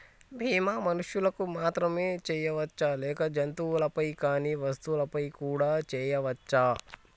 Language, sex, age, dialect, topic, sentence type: Telugu, female, 25-30, Telangana, banking, question